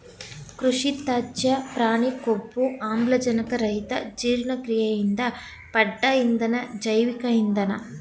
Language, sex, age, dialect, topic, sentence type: Kannada, female, 25-30, Mysore Kannada, agriculture, statement